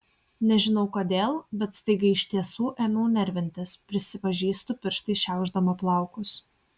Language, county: Lithuanian, Kaunas